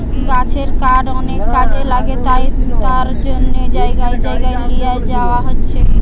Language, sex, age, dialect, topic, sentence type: Bengali, female, 18-24, Western, agriculture, statement